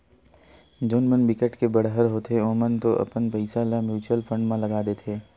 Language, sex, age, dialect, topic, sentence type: Chhattisgarhi, male, 18-24, Western/Budati/Khatahi, banking, statement